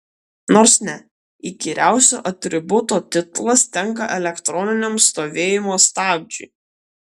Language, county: Lithuanian, Kaunas